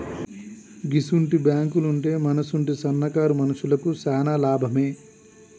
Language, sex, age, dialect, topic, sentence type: Telugu, male, 31-35, Telangana, banking, statement